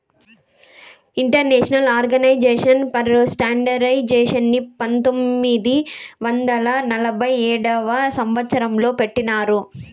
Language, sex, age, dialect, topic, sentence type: Telugu, female, 46-50, Southern, banking, statement